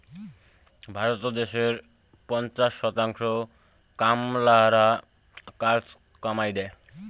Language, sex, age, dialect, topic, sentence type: Bengali, male, <18, Rajbangshi, agriculture, statement